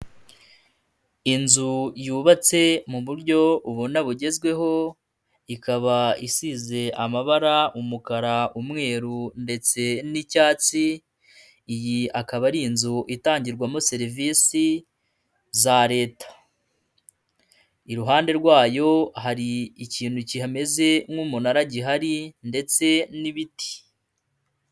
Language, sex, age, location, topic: Kinyarwanda, female, 25-35, Nyagatare, government